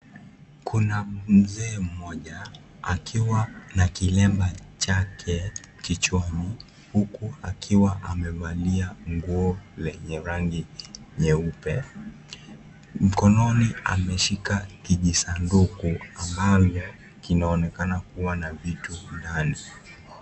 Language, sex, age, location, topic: Swahili, male, 18-24, Kisii, health